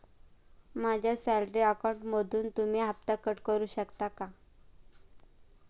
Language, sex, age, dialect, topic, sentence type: Marathi, female, 25-30, Standard Marathi, banking, question